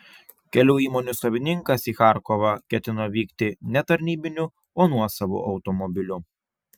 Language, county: Lithuanian, Vilnius